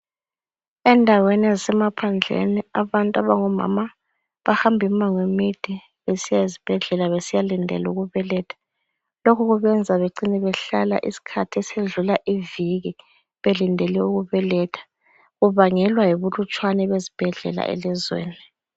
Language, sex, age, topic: North Ndebele, female, 25-35, health